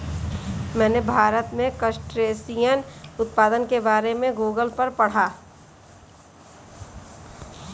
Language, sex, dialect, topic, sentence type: Hindi, female, Kanauji Braj Bhasha, agriculture, statement